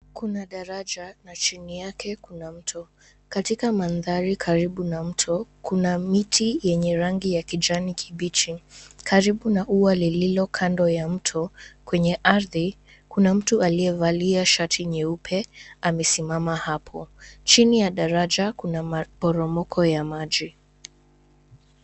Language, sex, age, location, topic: Swahili, female, 18-24, Nairobi, government